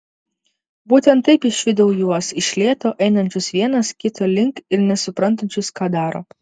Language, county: Lithuanian, Vilnius